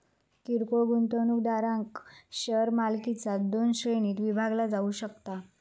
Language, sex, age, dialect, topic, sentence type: Marathi, female, 25-30, Southern Konkan, banking, statement